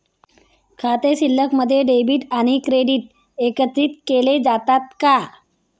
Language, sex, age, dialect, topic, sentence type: Marathi, female, 25-30, Standard Marathi, banking, question